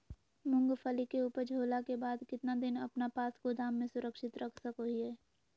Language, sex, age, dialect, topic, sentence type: Magahi, female, 18-24, Southern, agriculture, question